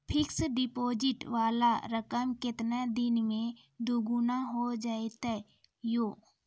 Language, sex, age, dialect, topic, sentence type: Maithili, female, 25-30, Angika, banking, question